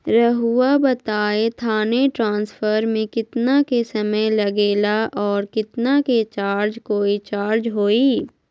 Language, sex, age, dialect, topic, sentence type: Magahi, female, 18-24, Southern, banking, question